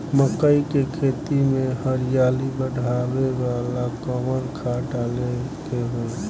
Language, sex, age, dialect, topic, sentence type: Bhojpuri, male, 18-24, Southern / Standard, agriculture, question